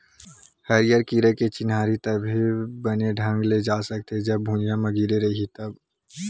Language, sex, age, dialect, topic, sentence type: Chhattisgarhi, male, 18-24, Western/Budati/Khatahi, agriculture, statement